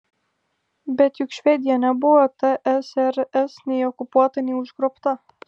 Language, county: Lithuanian, Vilnius